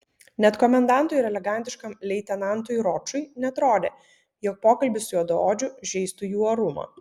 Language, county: Lithuanian, Vilnius